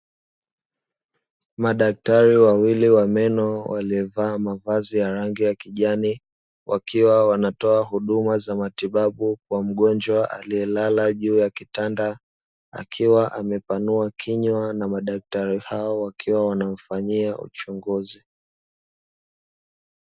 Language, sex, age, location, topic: Swahili, male, 25-35, Dar es Salaam, health